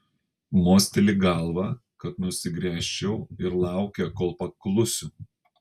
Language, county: Lithuanian, Panevėžys